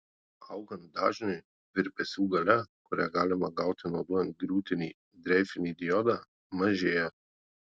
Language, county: Lithuanian, Marijampolė